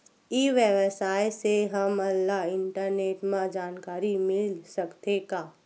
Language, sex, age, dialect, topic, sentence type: Chhattisgarhi, female, 46-50, Western/Budati/Khatahi, agriculture, question